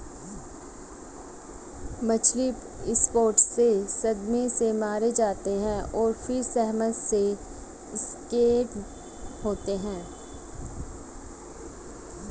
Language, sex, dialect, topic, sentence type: Hindi, female, Hindustani Malvi Khadi Boli, agriculture, statement